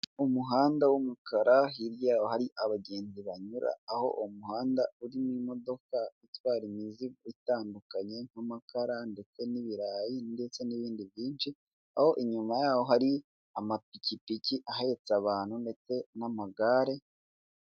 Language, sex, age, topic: Kinyarwanda, male, 18-24, government